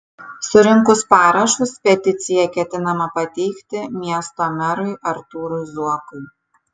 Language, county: Lithuanian, Kaunas